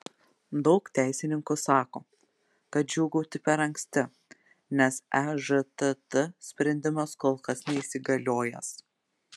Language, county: Lithuanian, Telšiai